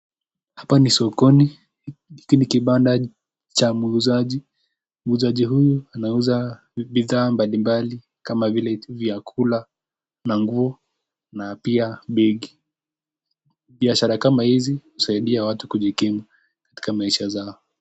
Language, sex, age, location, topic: Swahili, male, 18-24, Nakuru, finance